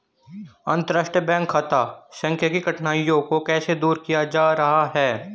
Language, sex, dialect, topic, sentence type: Hindi, male, Hindustani Malvi Khadi Boli, banking, statement